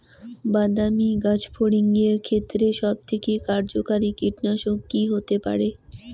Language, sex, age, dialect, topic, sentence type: Bengali, female, 18-24, Rajbangshi, agriculture, question